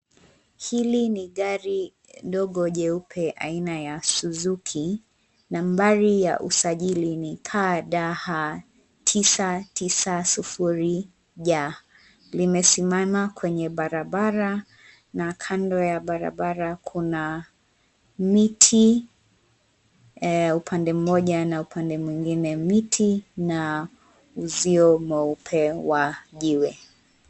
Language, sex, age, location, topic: Swahili, female, 25-35, Nairobi, finance